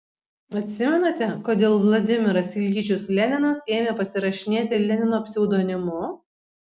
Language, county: Lithuanian, Kaunas